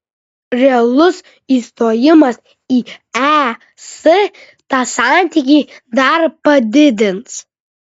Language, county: Lithuanian, Kaunas